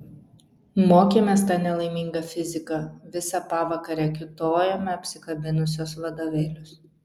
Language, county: Lithuanian, Vilnius